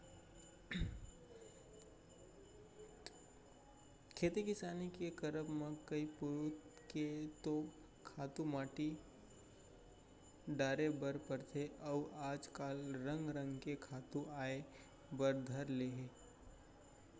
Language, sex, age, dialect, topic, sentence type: Chhattisgarhi, male, 25-30, Central, banking, statement